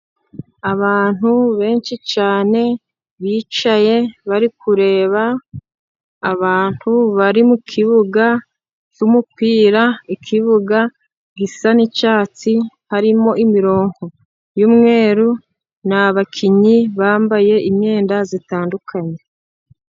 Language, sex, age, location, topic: Kinyarwanda, female, 25-35, Musanze, government